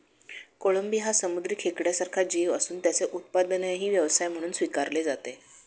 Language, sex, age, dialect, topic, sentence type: Marathi, female, 56-60, Standard Marathi, agriculture, statement